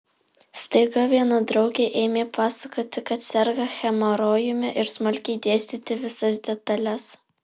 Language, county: Lithuanian, Alytus